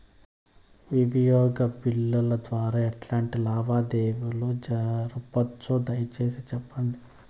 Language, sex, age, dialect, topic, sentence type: Telugu, male, 25-30, Southern, banking, question